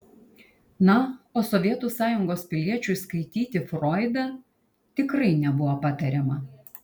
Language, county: Lithuanian, Kaunas